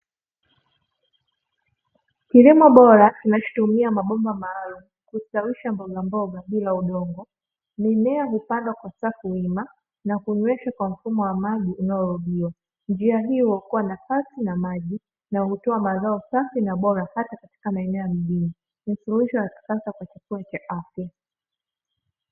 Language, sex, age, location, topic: Swahili, female, 18-24, Dar es Salaam, agriculture